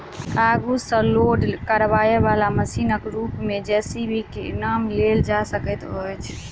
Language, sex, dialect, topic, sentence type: Maithili, female, Southern/Standard, agriculture, statement